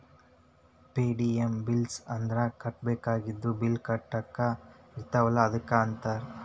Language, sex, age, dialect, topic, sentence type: Kannada, male, 18-24, Dharwad Kannada, banking, statement